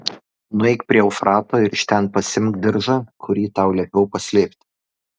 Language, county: Lithuanian, Kaunas